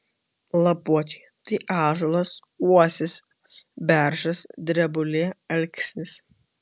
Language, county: Lithuanian, Kaunas